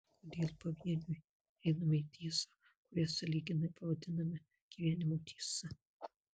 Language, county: Lithuanian, Kaunas